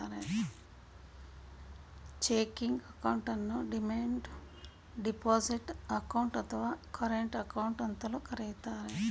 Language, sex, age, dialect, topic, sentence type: Kannada, female, 51-55, Mysore Kannada, banking, statement